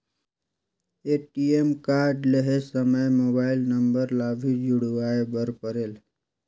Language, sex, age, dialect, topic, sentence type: Chhattisgarhi, male, 25-30, Northern/Bhandar, banking, question